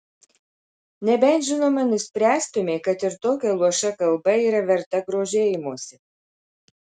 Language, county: Lithuanian, Marijampolė